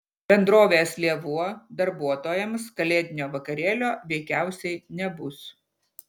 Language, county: Lithuanian, Utena